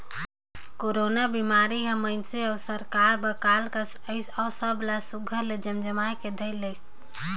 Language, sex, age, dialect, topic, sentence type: Chhattisgarhi, female, 18-24, Northern/Bhandar, banking, statement